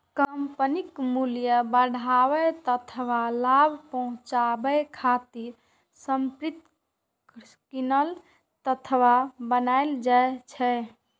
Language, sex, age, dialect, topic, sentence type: Maithili, female, 46-50, Eastern / Thethi, banking, statement